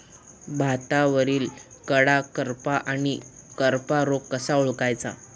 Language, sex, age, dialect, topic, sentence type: Marathi, male, 18-24, Standard Marathi, agriculture, question